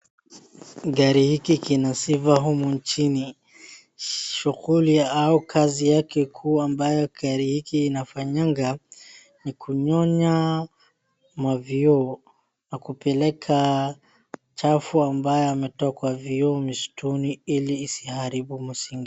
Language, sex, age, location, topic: Swahili, female, 36-49, Wajir, health